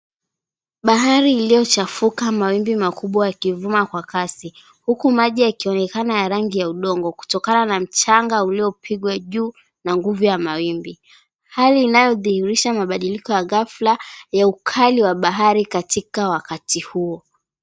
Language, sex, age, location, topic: Swahili, female, 18-24, Mombasa, government